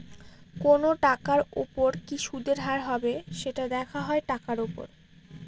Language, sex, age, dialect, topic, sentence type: Bengali, female, 18-24, Northern/Varendri, banking, statement